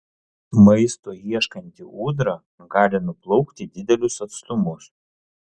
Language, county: Lithuanian, Kaunas